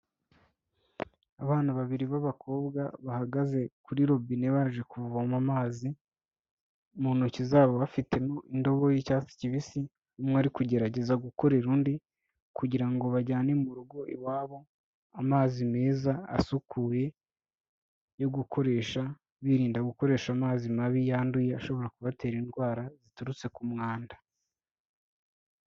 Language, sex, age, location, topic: Kinyarwanda, male, 18-24, Kigali, health